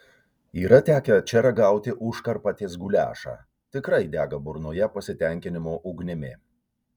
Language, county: Lithuanian, Kaunas